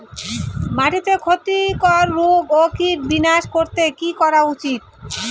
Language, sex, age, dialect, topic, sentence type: Bengali, male, 18-24, Rajbangshi, agriculture, question